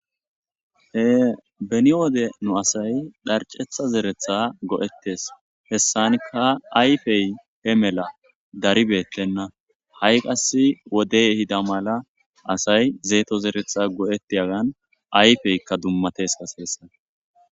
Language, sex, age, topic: Gamo, male, 25-35, agriculture